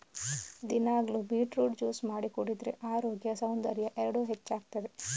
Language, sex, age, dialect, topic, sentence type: Kannada, female, 31-35, Coastal/Dakshin, agriculture, statement